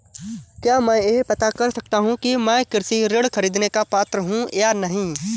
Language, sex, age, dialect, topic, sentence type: Hindi, male, 18-24, Awadhi Bundeli, banking, question